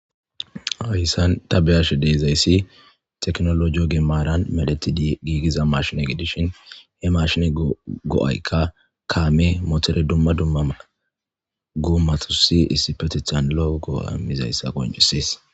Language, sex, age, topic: Gamo, male, 18-24, government